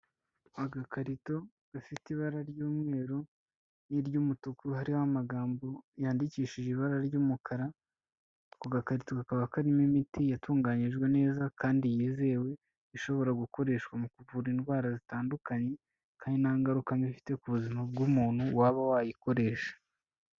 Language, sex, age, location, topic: Kinyarwanda, male, 18-24, Kigali, health